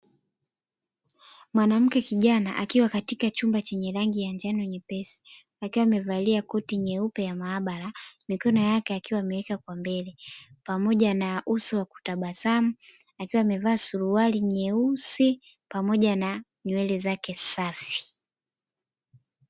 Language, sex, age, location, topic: Swahili, female, 25-35, Dar es Salaam, health